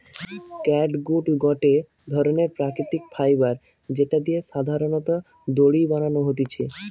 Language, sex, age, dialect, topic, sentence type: Bengali, male, 18-24, Western, agriculture, statement